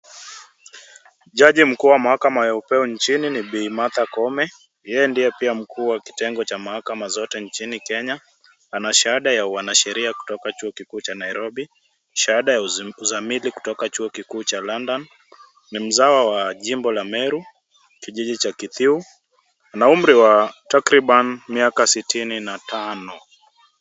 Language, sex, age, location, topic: Swahili, male, 25-35, Kisumu, government